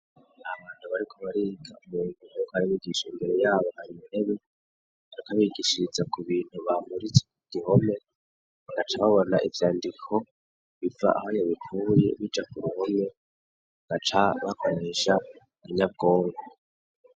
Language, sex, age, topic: Rundi, female, 25-35, education